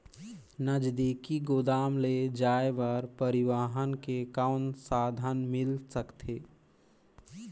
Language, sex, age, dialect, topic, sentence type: Chhattisgarhi, male, 18-24, Northern/Bhandar, agriculture, question